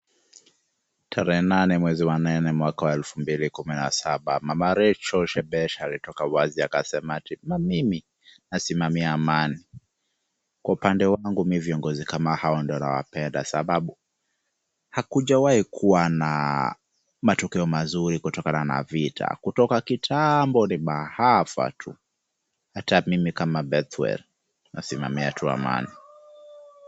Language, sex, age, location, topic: Swahili, male, 25-35, Kisumu, government